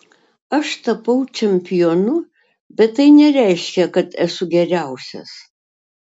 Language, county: Lithuanian, Utena